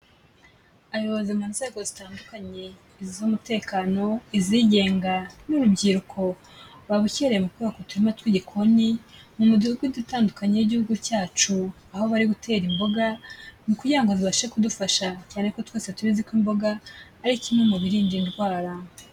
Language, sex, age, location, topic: Kinyarwanda, female, 25-35, Kigali, health